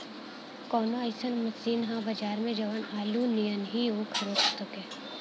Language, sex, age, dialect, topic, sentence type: Bhojpuri, female, 18-24, Western, agriculture, question